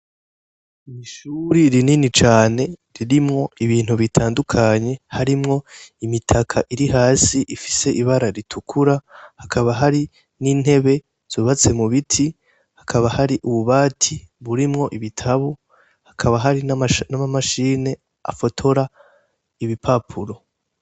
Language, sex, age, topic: Rundi, male, 18-24, education